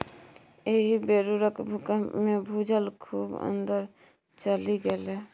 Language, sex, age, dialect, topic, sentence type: Maithili, female, 18-24, Bajjika, agriculture, statement